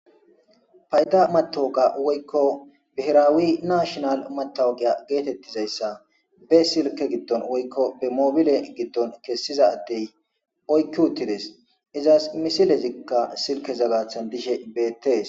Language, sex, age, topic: Gamo, male, 25-35, government